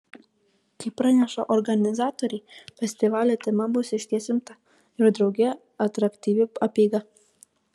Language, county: Lithuanian, Kaunas